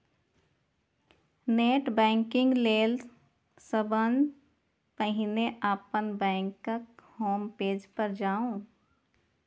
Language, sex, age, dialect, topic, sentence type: Maithili, female, 31-35, Eastern / Thethi, banking, statement